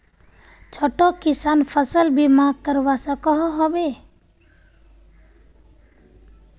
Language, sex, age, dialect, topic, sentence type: Magahi, female, 18-24, Northeastern/Surjapuri, agriculture, question